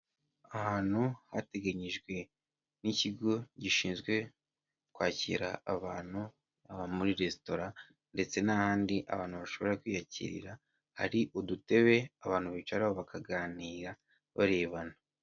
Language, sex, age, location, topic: Kinyarwanda, male, 18-24, Kigali, government